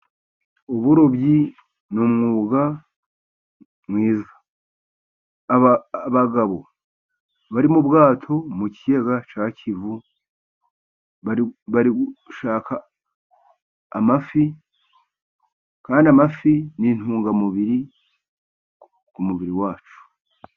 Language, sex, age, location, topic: Kinyarwanda, male, 50+, Musanze, agriculture